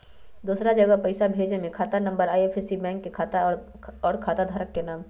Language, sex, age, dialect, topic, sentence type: Magahi, female, 18-24, Western, banking, question